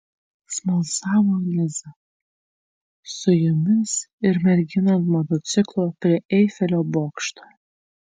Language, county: Lithuanian, Tauragė